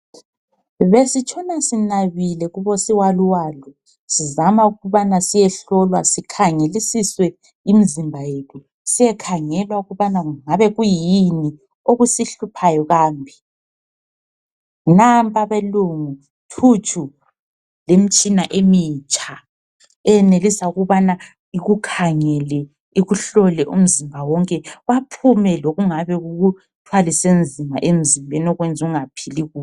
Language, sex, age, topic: North Ndebele, female, 25-35, health